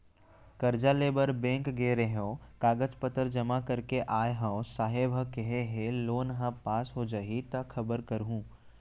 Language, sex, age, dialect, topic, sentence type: Chhattisgarhi, male, 18-24, Central, banking, statement